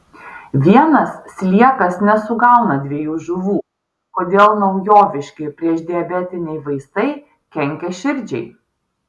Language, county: Lithuanian, Vilnius